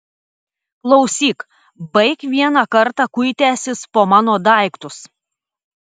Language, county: Lithuanian, Telšiai